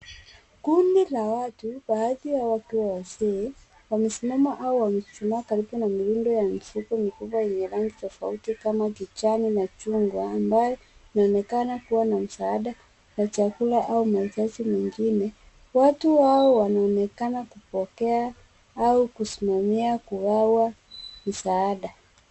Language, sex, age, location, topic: Swahili, female, 36-49, Nairobi, health